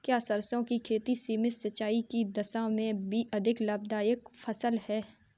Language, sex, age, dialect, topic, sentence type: Hindi, female, 18-24, Kanauji Braj Bhasha, agriculture, question